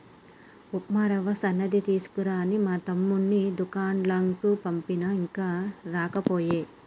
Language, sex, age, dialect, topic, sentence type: Telugu, male, 31-35, Telangana, agriculture, statement